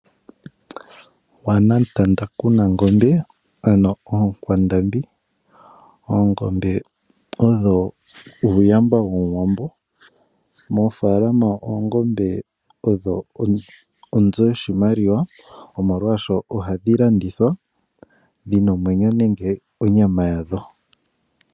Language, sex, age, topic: Oshiwambo, male, 25-35, agriculture